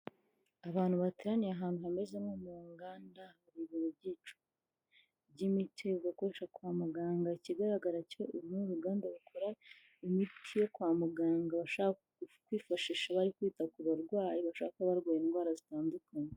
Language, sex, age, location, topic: Kinyarwanda, female, 18-24, Kigali, health